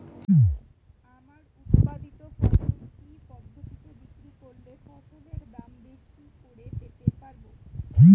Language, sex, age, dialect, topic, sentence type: Bengali, female, 25-30, Standard Colloquial, agriculture, question